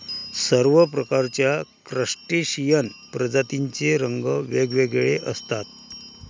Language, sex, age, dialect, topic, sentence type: Marathi, male, 31-35, Varhadi, agriculture, statement